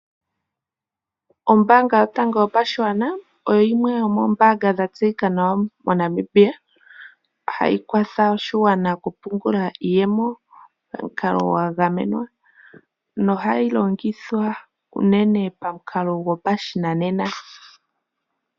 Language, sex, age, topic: Oshiwambo, female, 18-24, finance